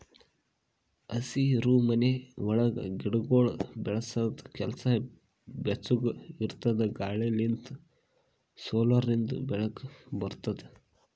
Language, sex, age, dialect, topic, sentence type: Kannada, male, 41-45, Northeastern, agriculture, statement